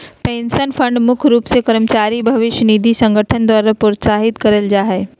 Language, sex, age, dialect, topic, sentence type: Magahi, female, 36-40, Southern, banking, statement